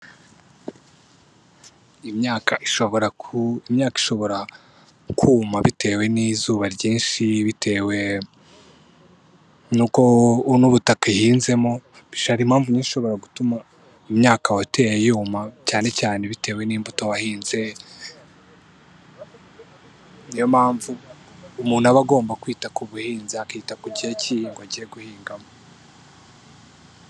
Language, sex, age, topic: Kinyarwanda, male, 18-24, agriculture